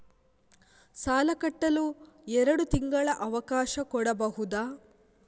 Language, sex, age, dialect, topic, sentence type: Kannada, female, 51-55, Coastal/Dakshin, banking, question